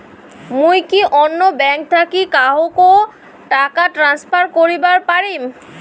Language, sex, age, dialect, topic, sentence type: Bengali, female, 18-24, Rajbangshi, banking, statement